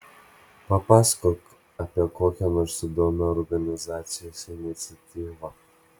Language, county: Lithuanian, Klaipėda